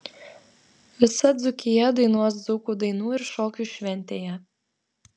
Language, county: Lithuanian, Vilnius